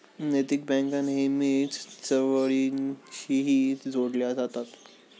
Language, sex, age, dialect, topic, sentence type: Marathi, male, 18-24, Standard Marathi, banking, statement